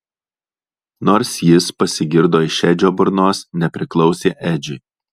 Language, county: Lithuanian, Alytus